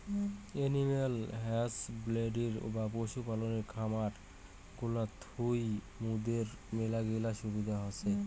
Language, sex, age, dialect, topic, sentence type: Bengali, male, 18-24, Rajbangshi, agriculture, statement